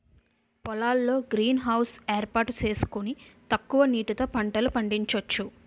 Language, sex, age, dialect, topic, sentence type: Telugu, female, 25-30, Utterandhra, agriculture, statement